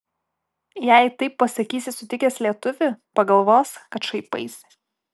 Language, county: Lithuanian, Klaipėda